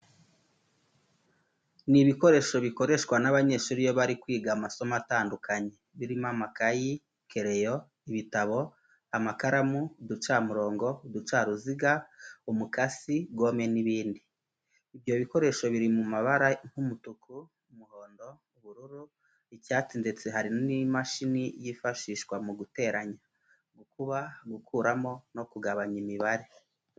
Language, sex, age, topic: Kinyarwanda, male, 25-35, education